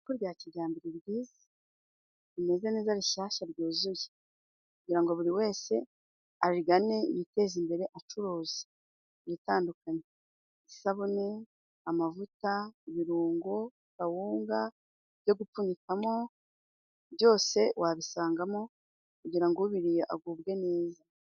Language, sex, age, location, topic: Kinyarwanda, female, 36-49, Musanze, finance